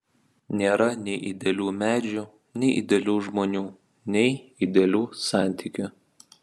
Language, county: Lithuanian, Vilnius